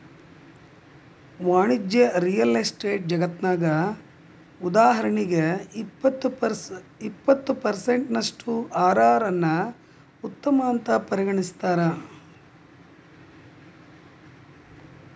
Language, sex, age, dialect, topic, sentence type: Kannada, female, 60-100, Dharwad Kannada, banking, statement